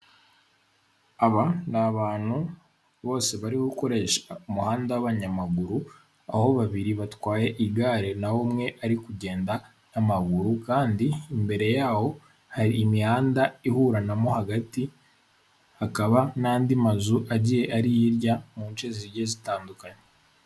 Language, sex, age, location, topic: Kinyarwanda, male, 18-24, Kigali, government